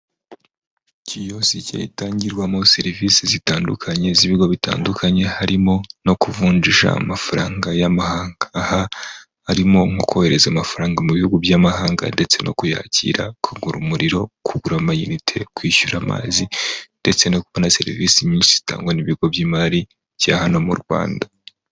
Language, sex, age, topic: Kinyarwanda, male, 25-35, finance